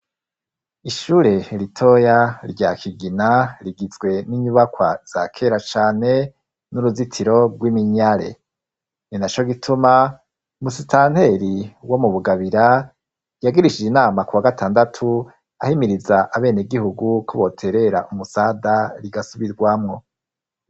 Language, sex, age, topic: Rundi, male, 36-49, education